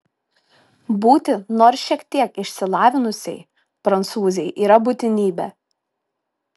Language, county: Lithuanian, Šiauliai